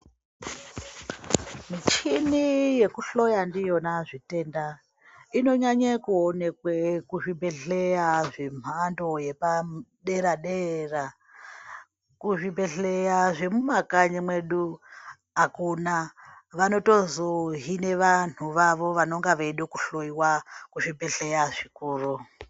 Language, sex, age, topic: Ndau, female, 36-49, health